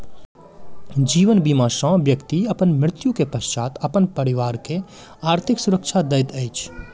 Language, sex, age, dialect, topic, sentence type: Maithili, male, 25-30, Southern/Standard, banking, statement